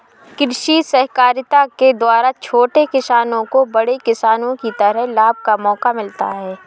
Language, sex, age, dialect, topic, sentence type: Hindi, female, 31-35, Awadhi Bundeli, agriculture, statement